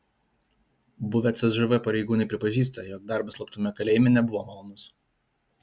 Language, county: Lithuanian, Alytus